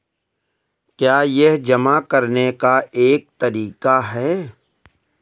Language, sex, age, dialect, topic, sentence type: Hindi, male, 18-24, Awadhi Bundeli, banking, question